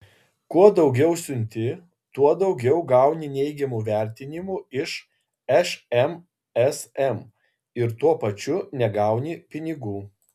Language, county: Lithuanian, Kaunas